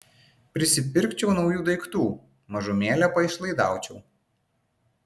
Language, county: Lithuanian, Vilnius